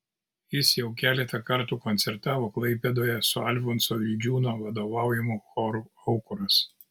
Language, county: Lithuanian, Kaunas